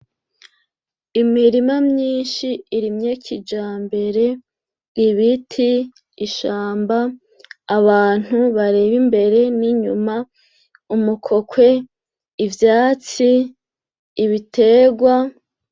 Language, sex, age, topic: Rundi, female, 25-35, agriculture